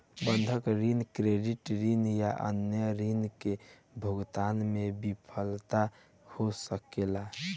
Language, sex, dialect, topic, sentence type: Bhojpuri, male, Southern / Standard, banking, statement